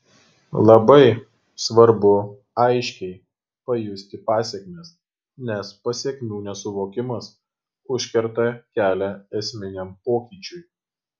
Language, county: Lithuanian, Kaunas